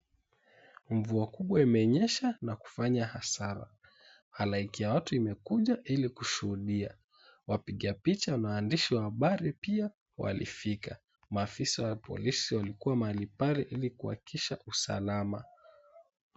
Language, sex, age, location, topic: Swahili, male, 18-24, Mombasa, health